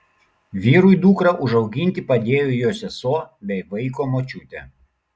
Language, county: Lithuanian, Klaipėda